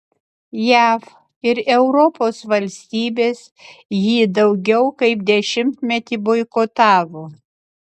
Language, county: Lithuanian, Utena